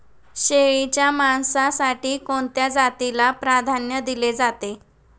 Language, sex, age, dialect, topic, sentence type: Marathi, female, 25-30, Standard Marathi, agriculture, statement